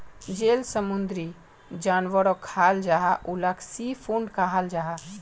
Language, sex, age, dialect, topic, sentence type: Magahi, male, 18-24, Northeastern/Surjapuri, agriculture, statement